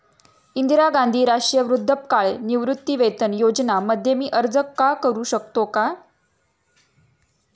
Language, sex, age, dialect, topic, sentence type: Marathi, female, 31-35, Standard Marathi, banking, question